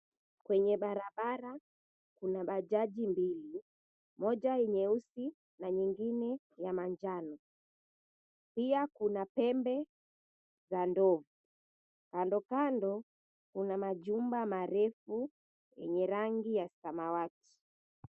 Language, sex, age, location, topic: Swahili, female, 25-35, Mombasa, government